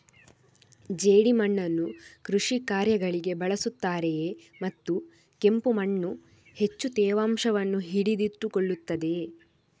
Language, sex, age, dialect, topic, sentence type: Kannada, female, 41-45, Coastal/Dakshin, agriculture, question